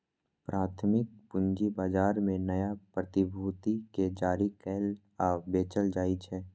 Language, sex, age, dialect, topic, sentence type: Maithili, male, 25-30, Eastern / Thethi, banking, statement